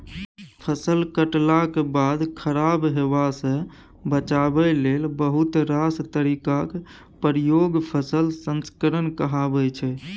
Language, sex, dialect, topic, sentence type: Maithili, male, Bajjika, agriculture, statement